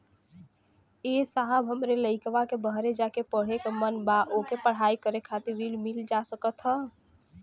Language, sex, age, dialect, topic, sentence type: Bhojpuri, female, 18-24, Western, banking, question